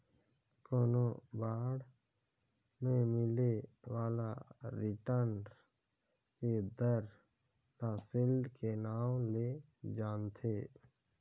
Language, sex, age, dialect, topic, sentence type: Chhattisgarhi, male, 25-30, Northern/Bhandar, banking, statement